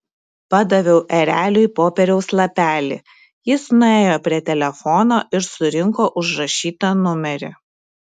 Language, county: Lithuanian, Klaipėda